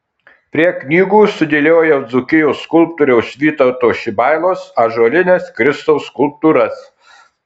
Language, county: Lithuanian, Kaunas